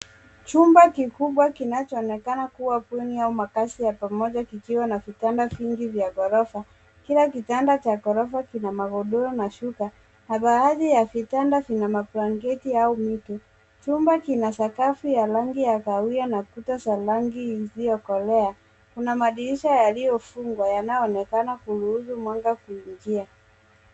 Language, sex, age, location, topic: Swahili, male, 18-24, Nairobi, education